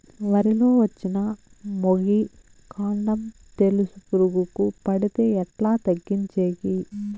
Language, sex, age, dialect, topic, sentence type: Telugu, female, 25-30, Southern, agriculture, question